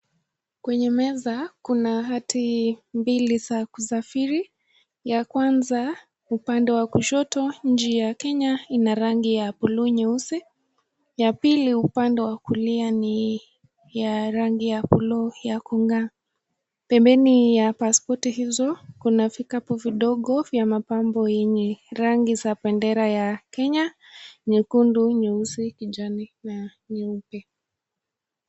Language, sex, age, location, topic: Swahili, female, 18-24, Nakuru, government